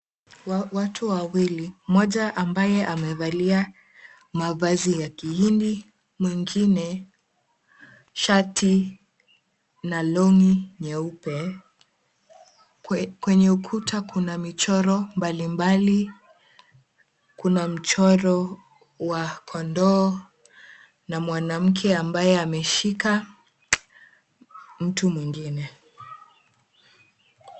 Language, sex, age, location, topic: Swahili, female, 18-24, Mombasa, government